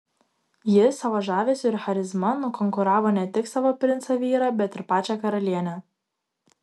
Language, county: Lithuanian, Klaipėda